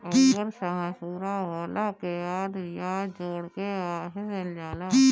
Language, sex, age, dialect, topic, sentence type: Bhojpuri, female, 18-24, Northern, banking, statement